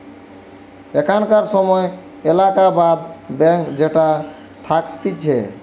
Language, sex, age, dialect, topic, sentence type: Bengali, male, 18-24, Western, banking, statement